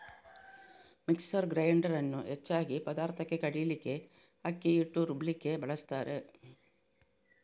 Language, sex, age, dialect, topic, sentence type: Kannada, female, 25-30, Coastal/Dakshin, agriculture, statement